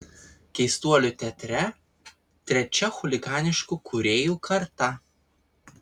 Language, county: Lithuanian, Vilnius